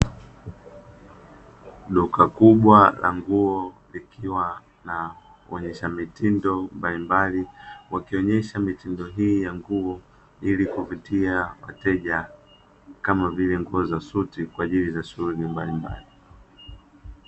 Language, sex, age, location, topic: Swahili, male, 18-24, Dar es Salaam, finance